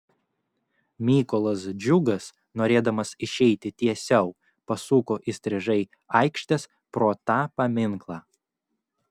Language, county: Lithuanian, Klaipėda